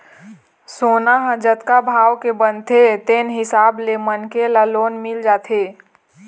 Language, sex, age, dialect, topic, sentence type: Chhattisgarhi, female, 18-24, Eastern, banking, statement